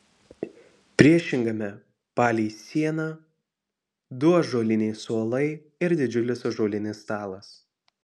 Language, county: Lithuanian, Vilnius